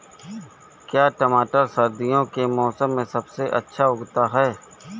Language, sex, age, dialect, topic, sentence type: Hindi, male, 36-40, Awadhi Bundeli, agriculture, question